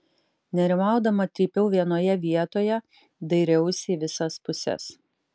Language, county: Lithuanian, Utena